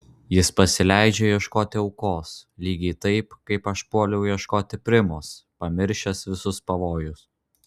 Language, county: Lithuanian, Vilnius